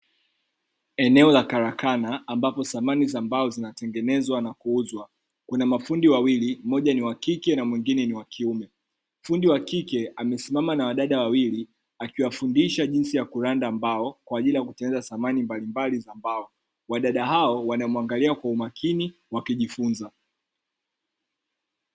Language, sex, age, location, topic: Swahili, male, 25-35, Dar es Salaam, finance